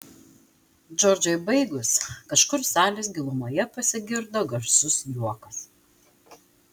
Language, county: Lithuanian, Telšiai